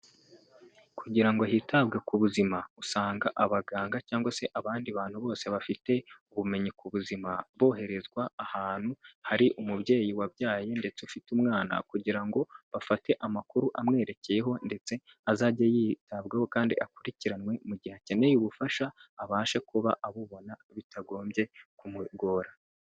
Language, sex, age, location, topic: Kinyarwanda, male, 18-24, Kigali, health